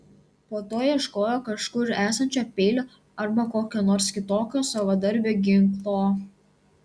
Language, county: Lithuanian, Kaunas